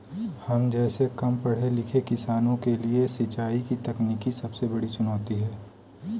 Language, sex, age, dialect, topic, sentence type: Hindi, male, 18-24, Kanauji Braj Bhasha, agriculture, statement